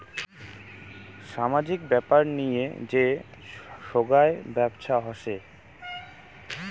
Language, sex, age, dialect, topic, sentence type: Bengali, male, 18-24, Rajbangshi, banking, statement